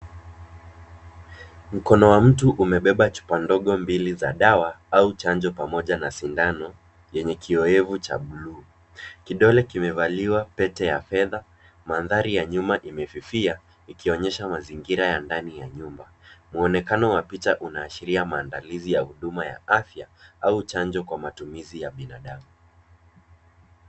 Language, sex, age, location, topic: Swahili, male, 25-35, Kisumu, health